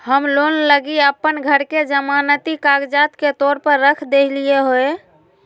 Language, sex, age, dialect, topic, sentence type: Magahi, female, 18-24, Southern, banking, statement